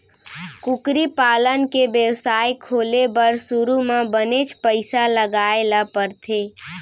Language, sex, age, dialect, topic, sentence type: Chhattisgarhi, female, 18-24, Central, agriculture, statement